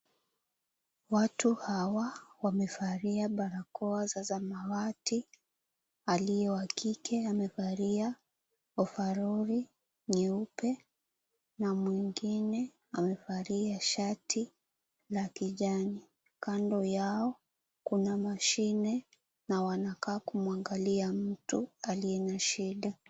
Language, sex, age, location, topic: Swahili, female, 18-24, Mombasa, health